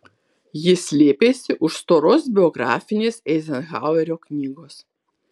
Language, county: Lithuanian, Kaunas